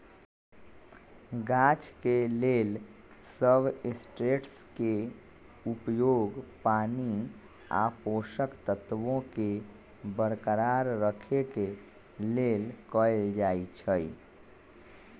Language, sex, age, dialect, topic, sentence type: Magahi, male, 41-45, Western, agriculture, statement